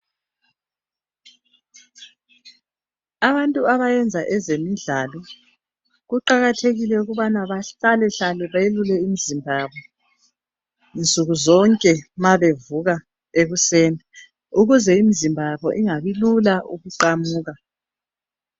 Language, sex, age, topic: North Ndebele, male, 25-35, health